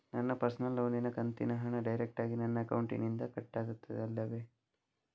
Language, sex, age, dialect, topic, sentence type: Kannada, male, 18-24, Coastal/Dakshin, banking, question